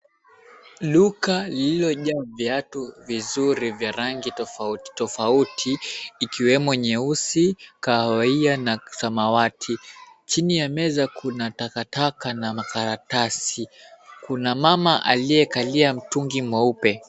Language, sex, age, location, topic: Swahili, male, 18-24, Mombasa, finance